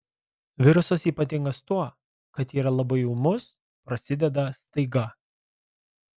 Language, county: Lithuanian, Alytus